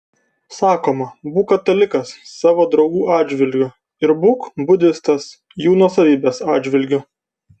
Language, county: Lithuanian, Vilnius